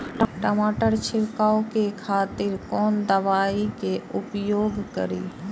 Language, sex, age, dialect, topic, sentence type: Maithili, female, 25-30, Eastern / Thethi, agriculture, question